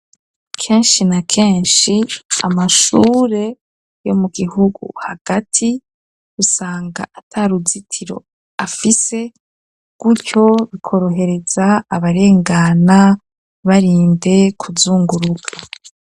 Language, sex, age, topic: Rundi, female, 25-35, education